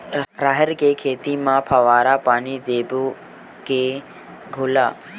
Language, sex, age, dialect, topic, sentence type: Chhattisgarhi, male, 18-24, Western/Budati/Khatahi, agriculture, question